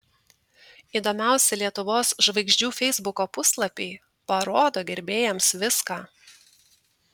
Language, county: Lithuanian, Tauragė